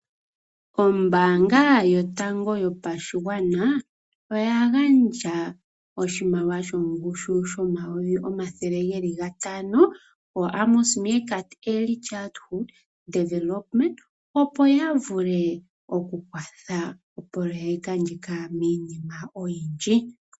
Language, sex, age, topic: Oshiwambo, female, 25-35, finance